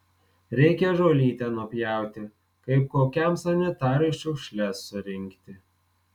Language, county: Lithuanian, Marijampolė